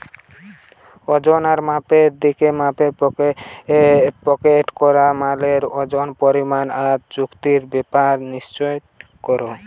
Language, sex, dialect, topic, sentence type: Bengali, male, Western, agriculture, statement